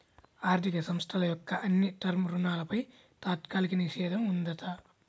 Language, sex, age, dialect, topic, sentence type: Telugu, male, 18-24, Central/Coastal, banking, statement